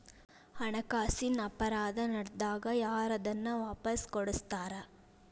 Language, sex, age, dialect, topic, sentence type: Kannada, female, 18-24, Dharwad Kannada, banking, statement